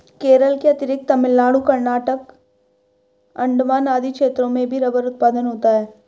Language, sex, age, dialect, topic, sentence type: Hindi, female, 25-30, Hindustani Malvi Khadi Boli, agriculture, statement